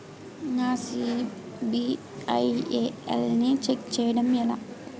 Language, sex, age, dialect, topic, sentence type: Telugu, female, 18-24, Utterandhra, banking, question